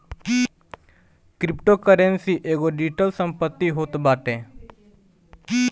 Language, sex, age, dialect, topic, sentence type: Bhojpuri, male, 18-24, Northern, banking, statement